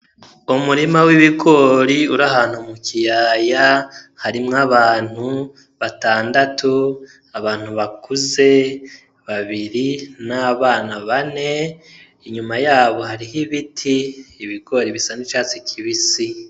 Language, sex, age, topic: Rundi, male, 25-35, agriculture